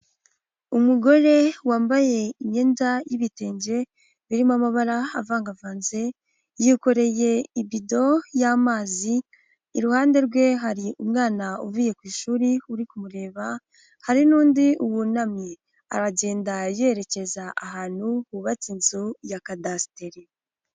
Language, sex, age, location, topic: Kinyarwanda, female, 18-24, Huye, health